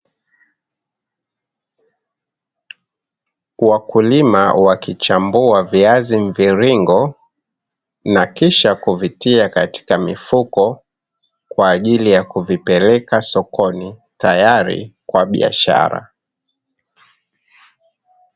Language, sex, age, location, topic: Swahili, male, 25-35, Dar es Salaam, agriculture